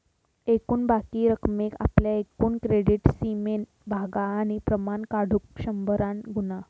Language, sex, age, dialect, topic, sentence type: Marathi, female, 18-24, Southern Konkan, banking, statement